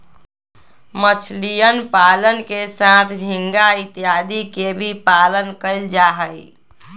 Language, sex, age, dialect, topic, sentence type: Magahi, female, 18-24, Western, agriculture, statement